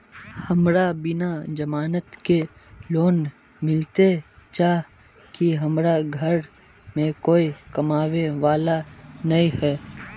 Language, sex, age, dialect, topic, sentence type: Magahi, male, 46-50, Northeastern/Surjapuri, banking, question